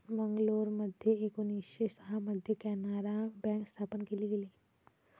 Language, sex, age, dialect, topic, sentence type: Marathi, female, 31-35, Varhadi, banking, statement